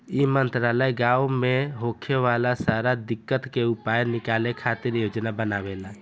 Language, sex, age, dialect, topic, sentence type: Bhojpuri, male, 18-24, Southern / Standard, agriculture, statement